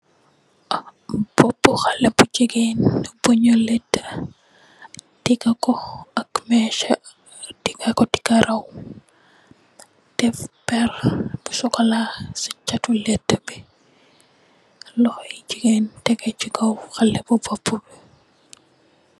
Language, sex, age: Wolof, female, 18-24